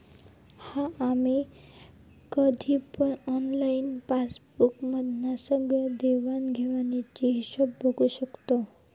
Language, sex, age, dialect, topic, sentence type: Marathi, female, 31-35, Southern Konkan, banking, statement